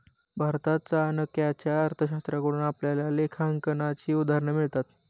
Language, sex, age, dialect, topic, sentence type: Marathi, male, 18-24, Standard Marathi, banking, statement